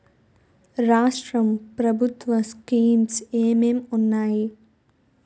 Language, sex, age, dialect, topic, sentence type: Telugu, female, 18-24, Utterandhra, banking, question